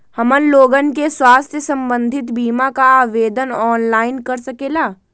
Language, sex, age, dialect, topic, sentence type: Magahi, female, 18-24, Western, banking, question